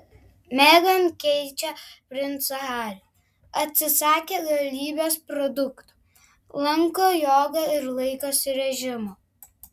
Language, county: Lithuanian, Vilnius